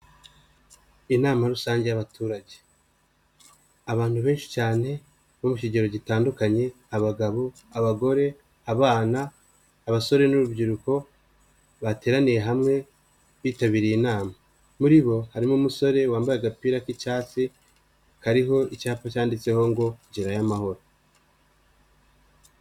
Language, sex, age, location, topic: Kinyarwanda, male, 25-35, Nyagatare, government